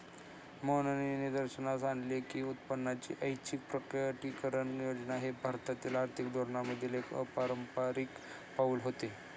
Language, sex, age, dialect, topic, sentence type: Marathi, male, 25-30, Standard Marathi, banking, statement